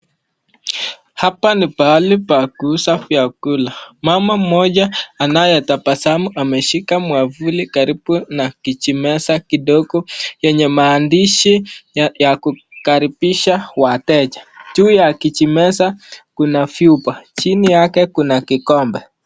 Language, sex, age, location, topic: Swahili, male, 18-24, Nakuru, government